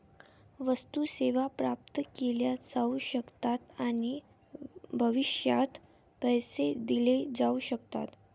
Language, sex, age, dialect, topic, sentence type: Marathi, female, 18-24, Varhadi, banking, statement